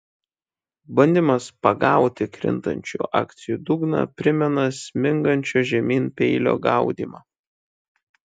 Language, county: Lithuanian, Šiauliai